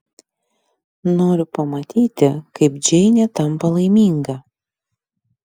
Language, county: Lithuanian, Klaipėda